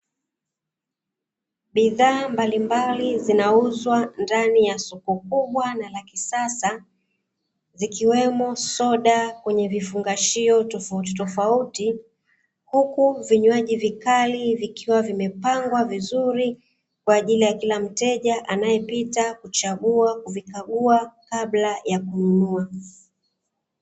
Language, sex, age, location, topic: Swahili, female, 36-49, Dar es Salaam, finance